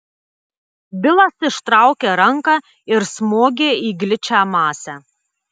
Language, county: Lithuanian, Telšiai